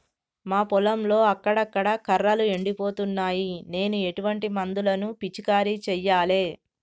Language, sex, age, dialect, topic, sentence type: Telugu, female, 31-35, Telangana, agriculture, question